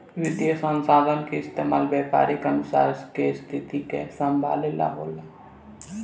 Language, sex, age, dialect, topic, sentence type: Bhojpuri, male, <18, Southern / Standard, banking, statement